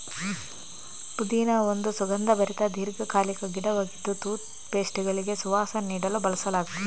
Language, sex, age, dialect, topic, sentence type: Kannada, female, 25-30, Coastal/Dakshin, agriculture, statement